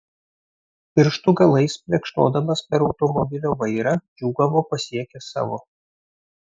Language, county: Lithuanian, Vilnius